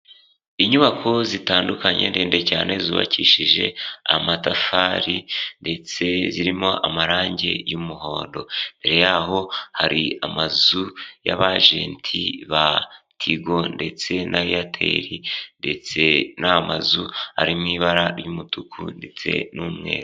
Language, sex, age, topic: Kinyarwanda, male, 18-24, finance